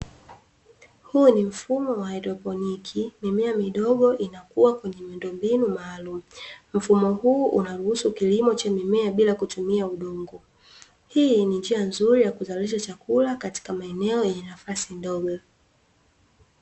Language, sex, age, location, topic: Swahili, female, 25-35, Dar es Salaam, agriculture